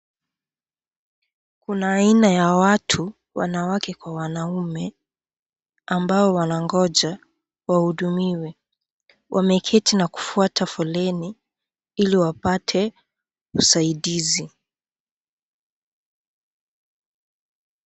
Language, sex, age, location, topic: Swahili, female, 18-24, Kisii, government